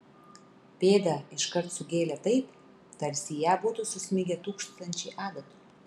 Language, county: Lithuanian, Kaunas